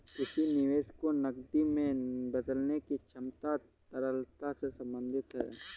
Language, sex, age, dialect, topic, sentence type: Hindi, male, 31-35, Awadhi Bundeli, banking, statement